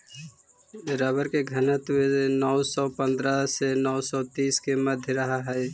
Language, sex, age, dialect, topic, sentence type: Magahi, male, 25-30, Central/Standard, banking, statement